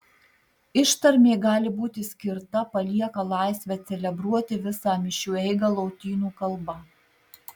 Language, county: Lithuanian, Marijampolė